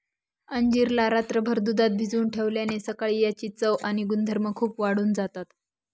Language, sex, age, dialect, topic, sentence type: Marathi, female, 25-30, Northern Konkan, agriculture, statement